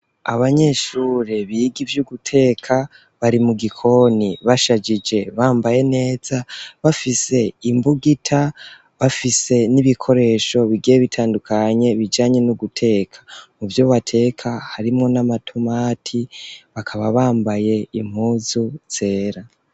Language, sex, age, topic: Rundi, female, 25-35, education